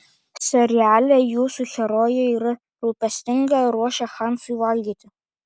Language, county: Lithuanian, Kaunas